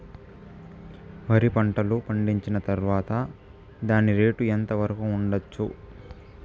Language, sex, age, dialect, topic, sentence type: Telugu, male, 18-24, Southern, agriculture, question